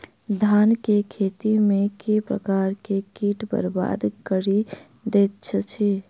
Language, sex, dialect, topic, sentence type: Maithili, female, Southern/Standard, agriculture, question